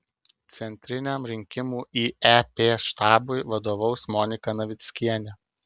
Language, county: Lithuanian, Kaunas